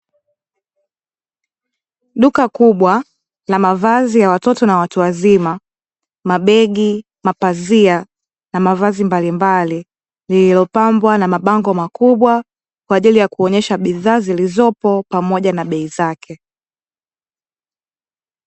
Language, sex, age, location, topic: Swahili, female, 18-24, Dar es Salaam, finance